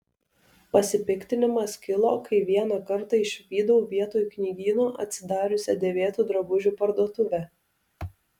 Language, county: Lithuanian, Alytus